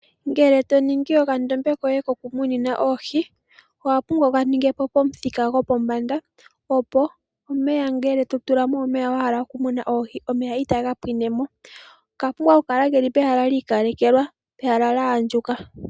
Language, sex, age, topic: Oshiwambo, male, 18-24, agriculture